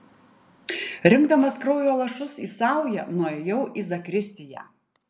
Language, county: Lithuanian, Utena